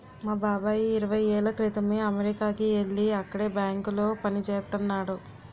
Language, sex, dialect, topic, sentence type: Telugu, female, Utterandhra, banking, statement